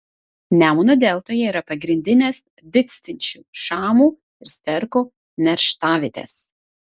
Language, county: Lithuanian, Vilnius